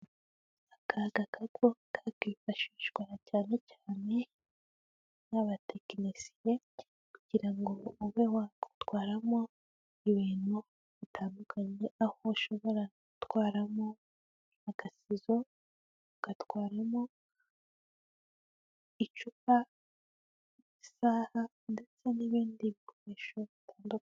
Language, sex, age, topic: Kinyarwanda, female, 18-24, health